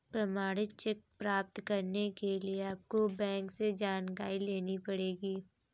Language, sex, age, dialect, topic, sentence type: Hindi, female, 25-30, Kanauji Braj Bhasha, banking, statement